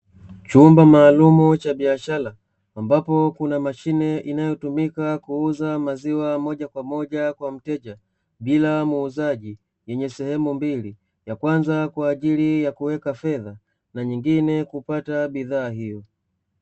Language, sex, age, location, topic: Swahili, male, 25-35, Dar es Salaam, finance